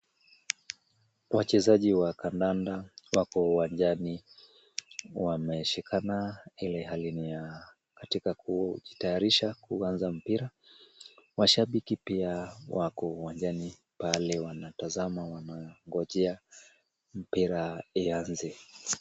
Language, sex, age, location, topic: Swahili, male, 36-49, Kisumu, government